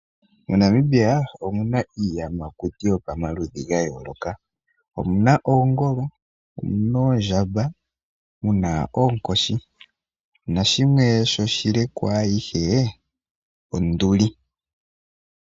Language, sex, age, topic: Oshiwambo, male, 18-24, agriculture